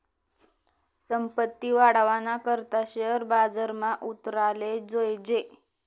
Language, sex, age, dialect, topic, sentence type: Marathi, female, 18-24, Northern Konkan, banking, statement